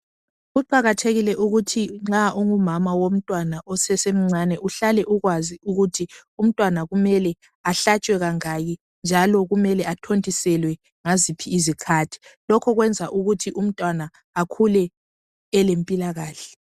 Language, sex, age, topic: North Ndebele, female, 25-35, health